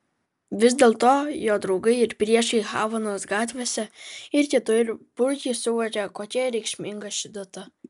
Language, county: Lithuanian, Vilnius